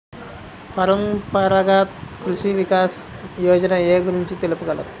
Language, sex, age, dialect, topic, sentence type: Telugu, male, 25-30, Central/Coastal, agriculture, question